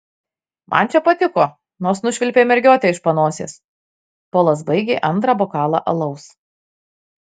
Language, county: Lithuanian, Marijampolė